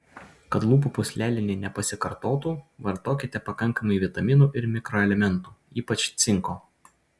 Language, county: Lithuanian, Utena